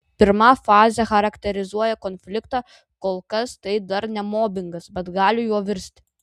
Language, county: Lithuanian, Vilnius